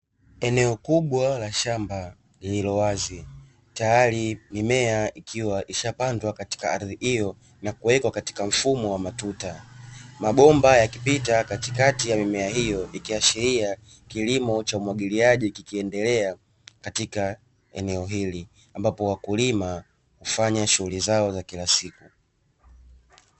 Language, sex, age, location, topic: Swahili, male, 18-24, Dar es Salaam, agriculture